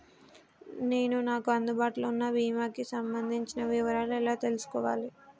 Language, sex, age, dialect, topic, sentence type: Telugu, female, 25-30, Telangana, banking, question